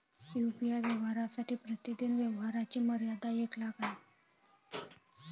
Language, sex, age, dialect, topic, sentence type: Marathi, female, 18-24, Varhadi, banking, statement